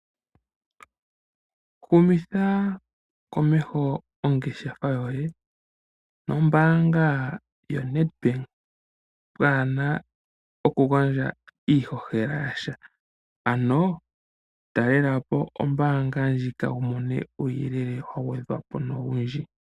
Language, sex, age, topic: Oshiwambo, male, 25-35, finance